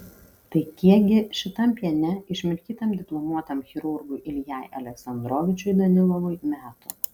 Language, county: Lithuanian, Kaunas